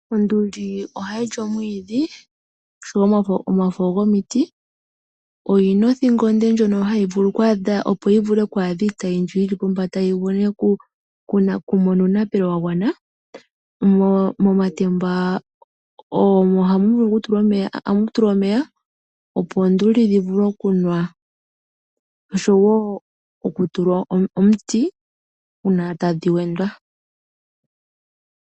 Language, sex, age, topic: Oshiwambo, female, 25-35, agriculture